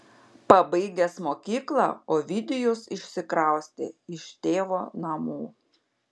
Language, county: Lithuanian, Panevėžys